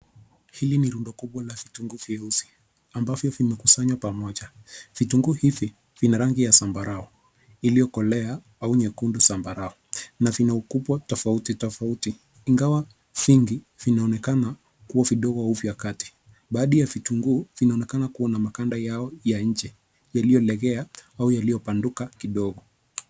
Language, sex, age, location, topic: Swahili, male, 25-35, Nairobi, agriculture